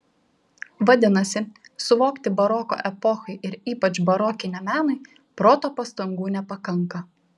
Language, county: Lithuanian, Šiauliai